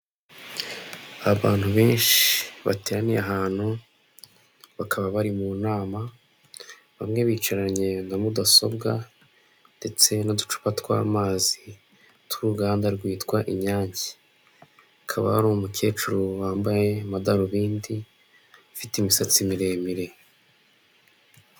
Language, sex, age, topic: Kinyarwanda, male, 18-24, government